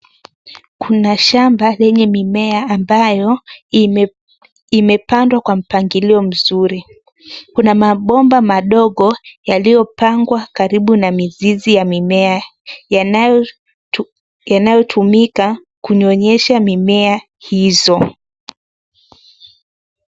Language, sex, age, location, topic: Swahili, female, 18-24, Nairobi, agriculture